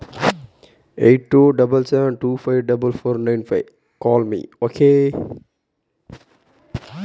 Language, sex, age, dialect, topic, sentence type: Kannada, male, 51-55, Coastal/Dakshin, agriculture, question